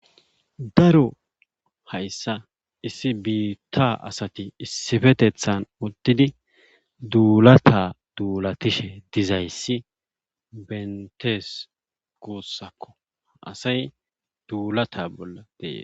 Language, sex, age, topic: Gamo, male, 25-35, government